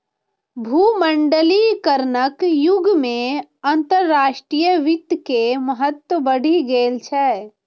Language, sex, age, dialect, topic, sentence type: Maithili, female, 25-30, Eastern / Thethi, banking, statement